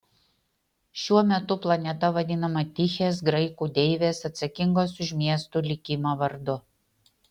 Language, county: Lithuanian, Utena